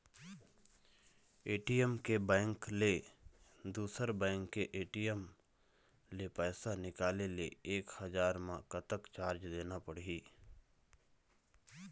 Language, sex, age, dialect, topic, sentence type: Chhattisgarhi, male, 31-35, Eastern, banking, question